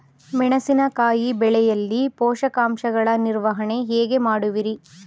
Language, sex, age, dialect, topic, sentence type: Kannada, female, 25-30, Mysore Kannada, agriculture, question